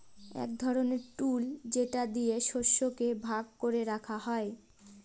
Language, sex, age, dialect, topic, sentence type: Bengali, female, 18-24, Northern/Varendri, agriculture, statement